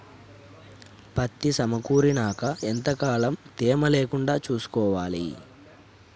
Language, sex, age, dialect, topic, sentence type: Telugu, male, 31-35, Telangana, agriculture, question